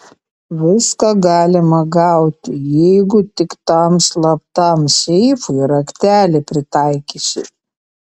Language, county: Lithuanian, Panevėžys